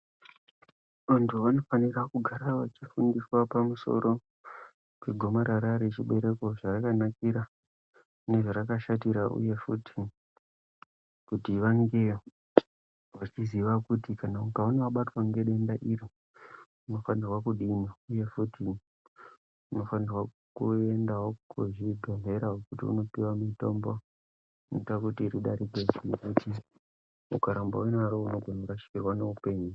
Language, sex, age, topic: Ndau, male, 18-24, health